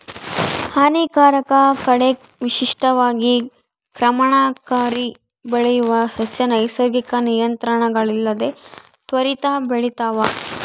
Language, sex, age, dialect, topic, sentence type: Kannada, female, 51-55, Central, agriculture, statement